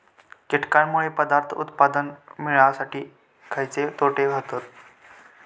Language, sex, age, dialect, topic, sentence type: Marathi, male, 18-24, Southern Konkan, agriculture, question